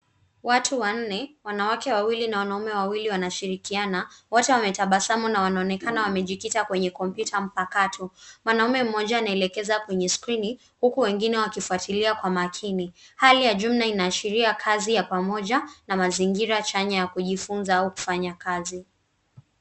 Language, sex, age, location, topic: Swahili, female, 18-24, Nairobi, education